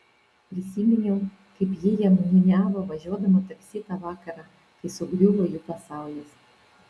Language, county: Lithuanian, Vilnius